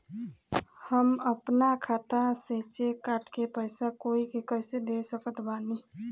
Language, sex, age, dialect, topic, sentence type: Bhojpuri, female, 25-30, Southern / Standard, banking, question